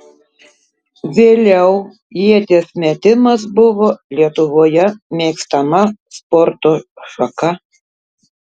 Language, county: Lithuanian, Tauragė